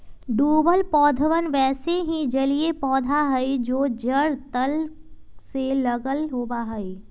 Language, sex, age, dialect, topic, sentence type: Magahi, female, 25-30, Western, agriculture, statement